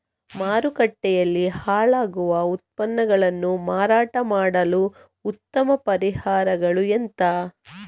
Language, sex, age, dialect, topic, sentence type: Kannada, female, 31-35, Coastal/Dakshin, agriculture, statement